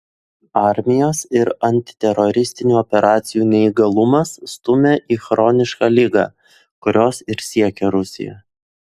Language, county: Lithuanian, Utena